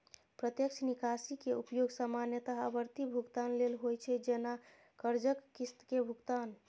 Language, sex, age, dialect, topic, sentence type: Maithili, female, 25-30, Eastern / Thethi, banking, statement